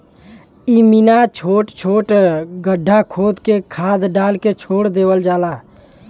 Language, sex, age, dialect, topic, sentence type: Bhojpuri, male, 18-24, Western, agriculture, statement